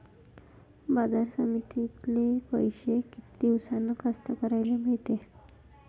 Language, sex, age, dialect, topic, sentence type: Marathi, female, 56-60, Varhadi, agriculture, question